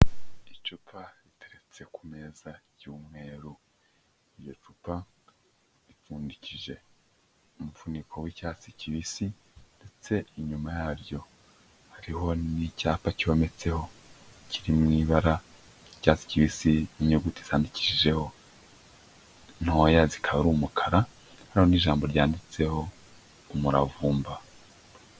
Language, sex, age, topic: Kinyarwanda, male, 25-35, health